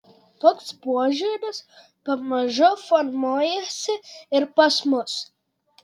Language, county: Lithuanian, Šiauliai